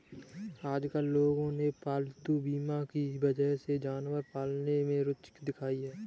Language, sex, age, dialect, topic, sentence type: Hindi, male, 18-24, Kanauji Braj Bhasha, banking, statement